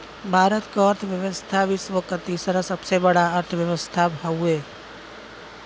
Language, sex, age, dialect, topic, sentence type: Bhojpuri, female, 41-45, Western, banking, statement